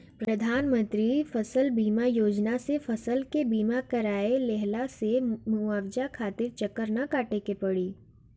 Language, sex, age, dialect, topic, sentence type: Bhojpuri, female, <18, Northern, agriculture, statement